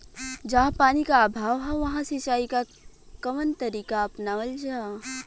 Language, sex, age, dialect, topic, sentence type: Bhojpuri, female, 25-30, Western, agriculture, question